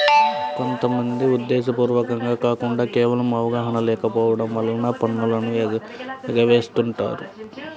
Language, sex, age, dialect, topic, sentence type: Telugu, male, 18-24, Central/Coastal, banking, statement